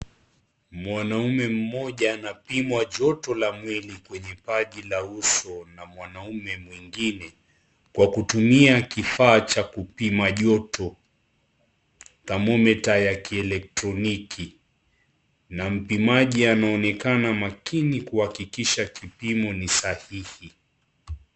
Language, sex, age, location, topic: Swahili, male, 25-35, Kisii, health